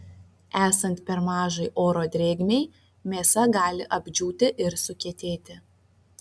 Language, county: Lithuanian, Vilnius